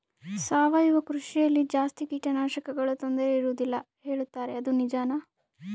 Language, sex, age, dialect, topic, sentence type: Kannada, female, 18-24, Central, agriculture, question